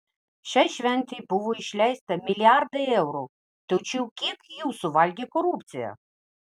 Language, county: Lithuanian, Vilnius